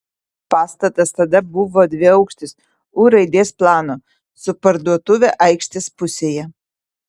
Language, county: Lithuanian, Utena